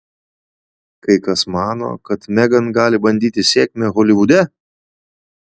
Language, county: Lithuanian, Vilnius